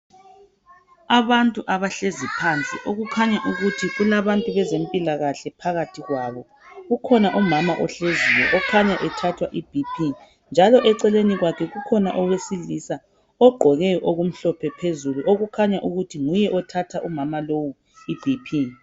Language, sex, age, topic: North Ndebele, female, 25-35, health